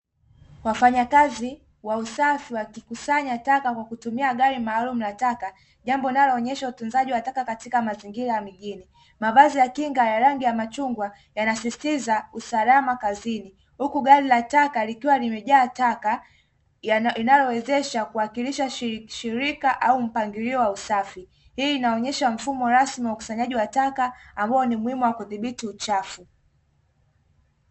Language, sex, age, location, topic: Swahili, female, 18-24, Dar es Salaam, government